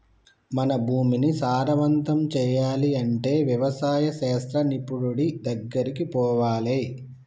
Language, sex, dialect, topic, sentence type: Telugu, male, Telangana, agriculture, statement